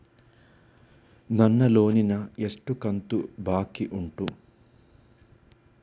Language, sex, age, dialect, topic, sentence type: Kannada, male, 18-24, Coastal/Dakshin, banking, question